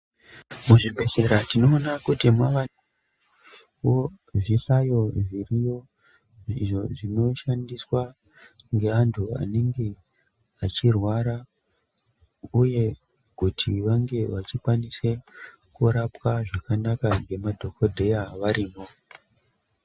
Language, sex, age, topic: Ndau, male, 18-24, health